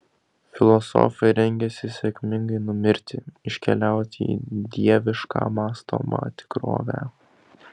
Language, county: Lithuanian, Kaunas